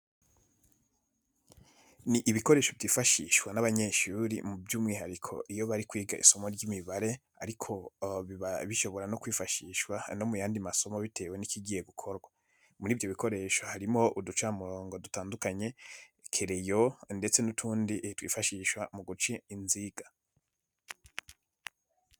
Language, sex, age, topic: Kinyarwanda, male, 25-35, education